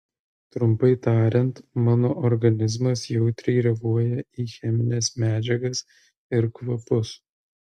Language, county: Lithuanian, Kaunas